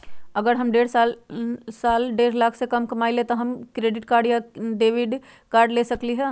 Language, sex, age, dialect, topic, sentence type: Magahi, female, 56-60, Western, banking, question